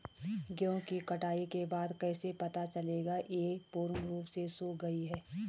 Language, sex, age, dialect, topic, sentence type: Hindi, female, 36-40, Garhwali, agriculture, question